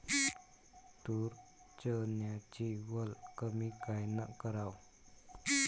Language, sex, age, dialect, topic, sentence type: Marathi, male, 25-30, Varhadi, agriculture, question